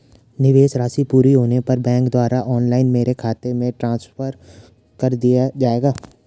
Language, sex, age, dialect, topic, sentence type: Hindi, male, 18-24, Garhwali, banking, question